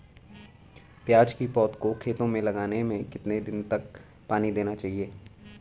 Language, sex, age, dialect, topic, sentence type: Hindi, male, 18-24, Garhwali, agriculture, question